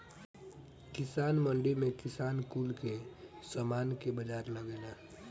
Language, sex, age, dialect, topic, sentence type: Bhojpuri, male, 18-24, Northern, agriculture, statement